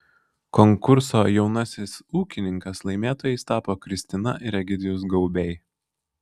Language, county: Lithuanian, Vilnius